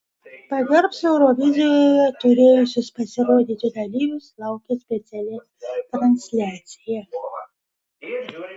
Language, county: Lithuanian, Vilnius